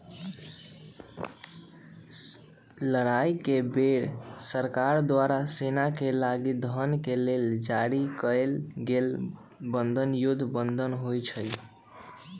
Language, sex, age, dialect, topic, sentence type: Magahi, male, 18-24, Western, banking, statement